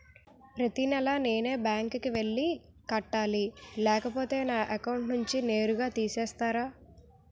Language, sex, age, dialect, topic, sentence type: Telugu, female, 18-24, Utterandhra, banking, question